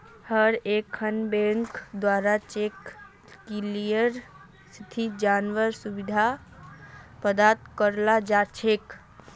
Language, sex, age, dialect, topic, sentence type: Magahi, female, 31-35, Northeastern/Surjapuri, banking, statement